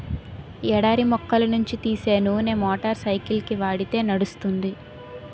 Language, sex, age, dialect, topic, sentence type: Telugu, female, 18-24, Utterandhra, agriculture, statement